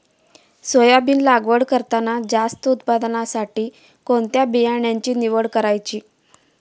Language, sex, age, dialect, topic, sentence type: Marathi, female, 25-30, Standard Marathi, agriculture, question